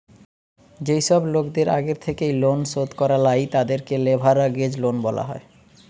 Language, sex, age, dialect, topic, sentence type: Bengali, male, 31-35, Western, banking, statement